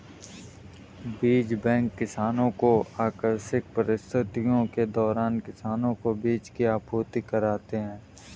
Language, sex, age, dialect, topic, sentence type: Hindi, male, 18-24, Kanauji Braj Bhasha, agriculture, statement